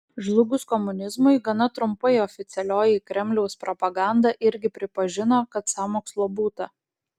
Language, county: Lithuanian, Klaipėda